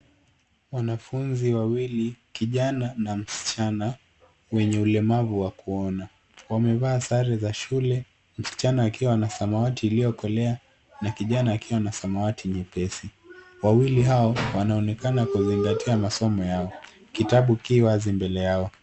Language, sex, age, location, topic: Swahili, female, 18-24, Nairobi, education